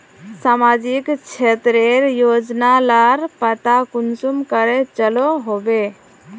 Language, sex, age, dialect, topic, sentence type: Magahi, female, 18-24, Northeastern/Surjapuri, banking, question